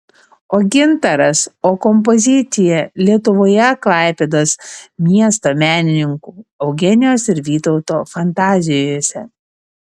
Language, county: Lithuanian, Panevėžys